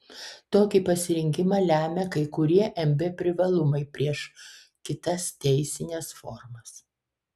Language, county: Lithuanian, Kaunas